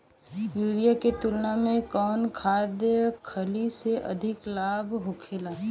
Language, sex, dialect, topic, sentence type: Bhojpuri, female, Southern / Standard, agriculture, question